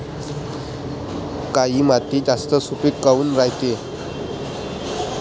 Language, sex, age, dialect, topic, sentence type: Marathi, male, 25-30, Varhadi, agriculture, question